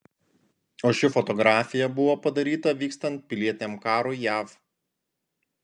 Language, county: Lithuanian, Panevėžys